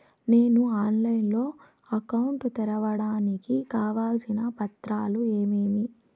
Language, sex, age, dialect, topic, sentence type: Telugu, female, 18-24, Southern, banking, question